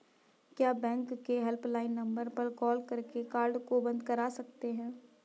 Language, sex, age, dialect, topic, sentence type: Hindi, female, 18-24, Awadhi Bundeli, banking, question